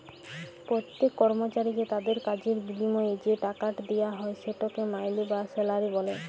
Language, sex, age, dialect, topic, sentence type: Bengali, female, 25-30, Jharkhandi, banking, statement